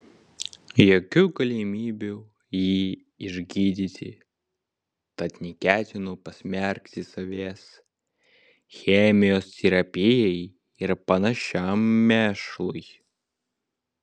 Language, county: Lithuanian, Vilnius